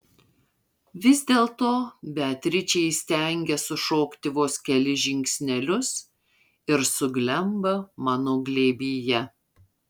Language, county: Lithuanian, Marijampolė